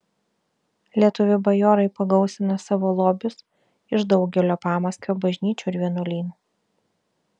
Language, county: Lithuanian, Vilnius